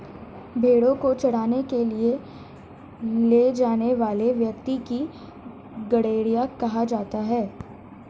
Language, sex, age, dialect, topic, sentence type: Hindi, female, 36-40, Marwari Dhudhari, agriculture, statement